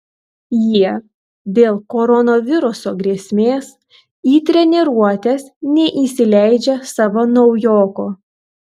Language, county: Lithuanian, Telšiai